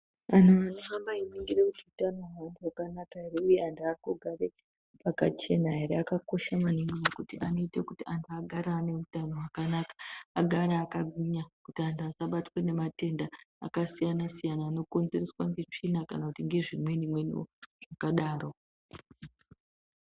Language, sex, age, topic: Ndau, female, 18-24, health